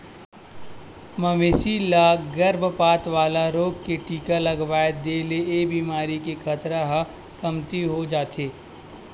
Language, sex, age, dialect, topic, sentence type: Chhattisgarhi, male, 18-24, Western/Budati/Khatahi, agriculture, statement